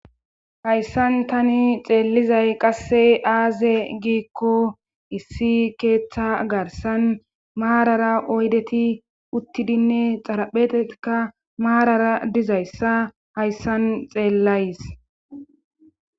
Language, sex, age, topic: Gamo, female, 36-49, government